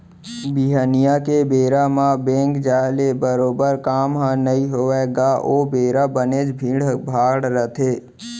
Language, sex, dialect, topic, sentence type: Chhattisgarhi, male, Central, banking, statement